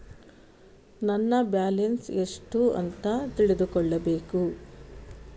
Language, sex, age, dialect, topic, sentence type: Kannada, female, 18-24, Coastal/Dakshin, banking, question